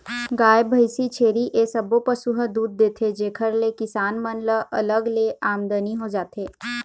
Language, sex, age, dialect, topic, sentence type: Chhattisgarhi, female, 18-24, Eastern, agriculture, statement